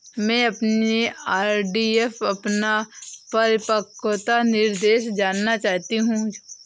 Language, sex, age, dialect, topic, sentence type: Hindi, female, 18-24, Awadhi Bundeli, banking, statement